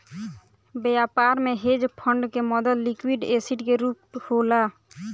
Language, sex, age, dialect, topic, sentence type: Bhojpuri, female, <18, Southern / Standard, banking, statement